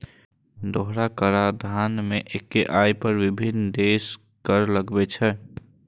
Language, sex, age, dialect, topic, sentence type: Maithili, male, 18-24, Eastern / Thethi, banking, statement